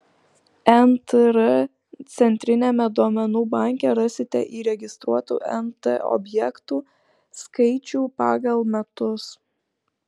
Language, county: Lithuanian, Kaunas